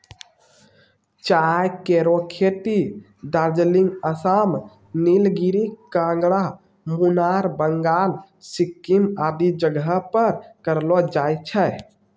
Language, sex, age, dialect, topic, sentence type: Maithili, male, 18-24, Angika, agriculture, statement